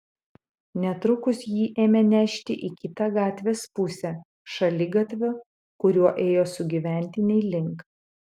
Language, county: Lithuanian, Utena